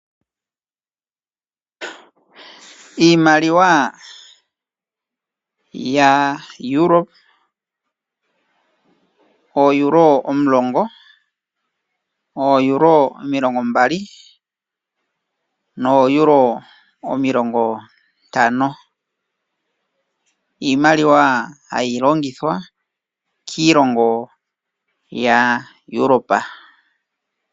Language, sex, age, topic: Oshiwambo, male, 25-35, finance